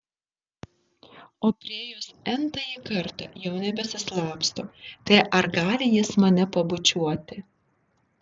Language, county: Lithuanian, Šiauliai